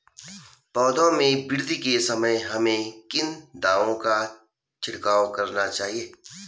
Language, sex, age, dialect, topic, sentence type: Hindi, male, 31-35, Garhwali, agriculture, question